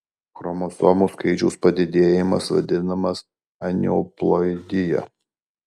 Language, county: Lithuanian, Alytus